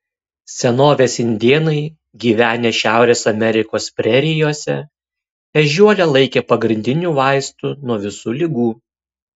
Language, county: Lithuanian, Kaunas